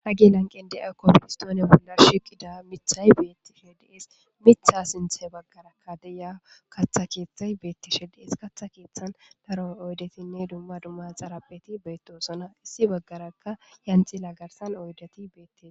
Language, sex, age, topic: Gamo, female, 25-35, government